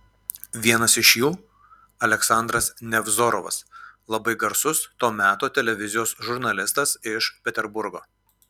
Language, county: Lithuanian, Klaipėda